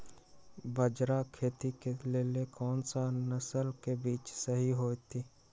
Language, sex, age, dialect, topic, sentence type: Magahi, male, 18-24, Western, agriculture, question